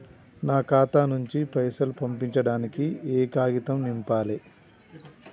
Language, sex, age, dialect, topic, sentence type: Telugu, male, 31-35, Telangana, banking, question